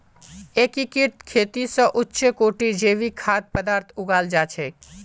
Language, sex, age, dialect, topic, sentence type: Magahi, male, 18-24, Northeastern/Surjapuri, agriculture, statement